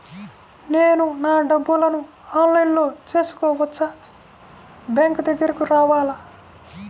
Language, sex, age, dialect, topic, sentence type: Telugu, female, 25-30, Central/Coastal, banking, question